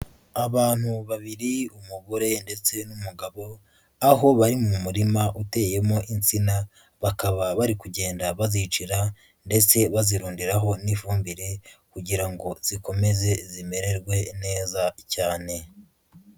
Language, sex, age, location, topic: Kinyarwanda, female, 18-24, Huye, agriculture